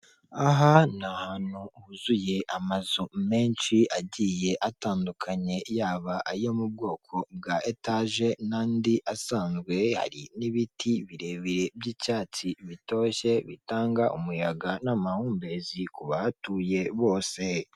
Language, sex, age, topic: Kinyarwanda, female, 36-49, government